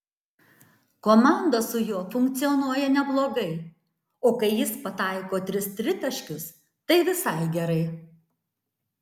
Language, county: Lithuanian, Tauragė